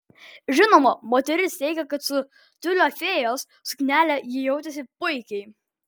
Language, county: Lithuanian, Vilnius